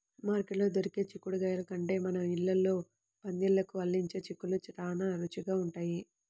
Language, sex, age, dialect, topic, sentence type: Telugu, male, 18-24, Central/Coastal, agriculture, statement